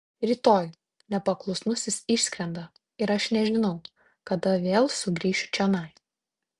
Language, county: Lithuanian, Tauragė